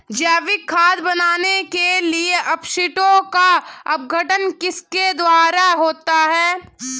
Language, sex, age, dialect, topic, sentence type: Hindi, female, 18-24, Hindustani Malvi Khadi Boli, agriculture, question